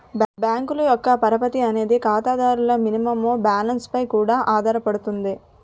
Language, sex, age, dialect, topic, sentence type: Telugu, female, 18-24, Utterandhra, banking, statement